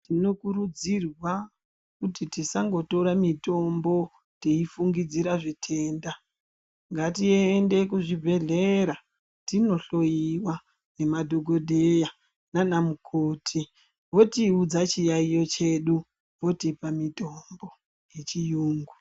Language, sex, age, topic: Ndau, female, 25-35, health